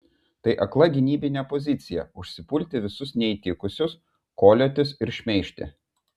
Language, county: Lithuanian, Vilnius